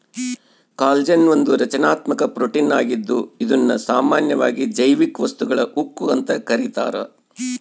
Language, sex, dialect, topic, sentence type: Kannada, male, Central, agriculture, statement